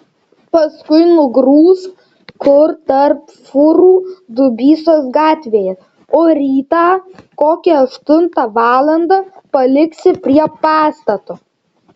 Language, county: Lithuanian, Šiauliai